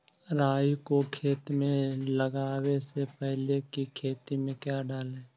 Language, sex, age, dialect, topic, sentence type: Magahi, male, 18-24, Central/Standard, agriculture, question